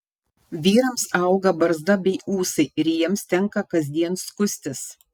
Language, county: Lithuanian, Šiauliai